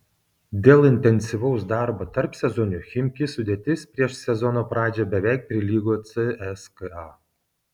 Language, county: Lithuanian, Kaunas